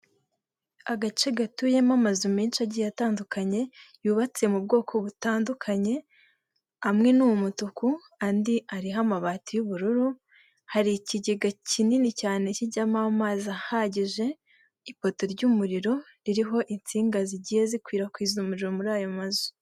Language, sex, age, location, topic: Kinyarwanda, female, 18-24, Huye, government